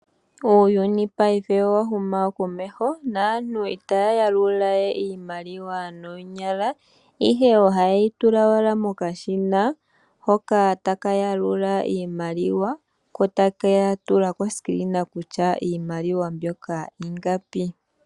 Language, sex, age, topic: Oshiwambo, female, 18-24, finance